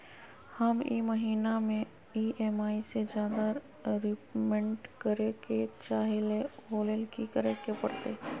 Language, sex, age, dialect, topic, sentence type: Magahi, female, 25-30, Western, banking, question